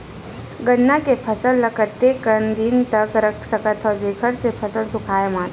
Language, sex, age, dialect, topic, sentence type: Chhattisgarhi, female, 56-60, Western/Budati/Khatahi, agriculture, question